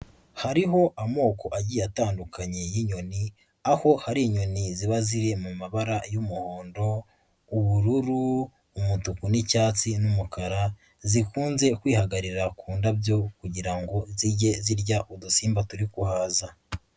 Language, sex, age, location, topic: Kinyarwanda, male, 25-35, Huye, agriculture